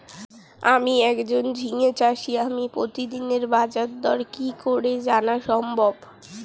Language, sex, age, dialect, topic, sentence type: Bengali, female, 18-24, Standard Colloquial, agriculture, question